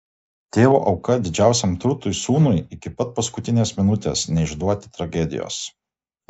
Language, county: Lithuanian, Kaunas